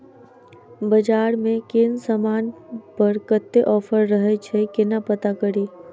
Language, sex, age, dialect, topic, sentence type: Maithili, female, 41-45, Southern/Standard, agriculture, question